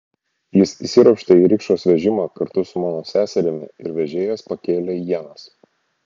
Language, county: Lithuanian, Šiauliai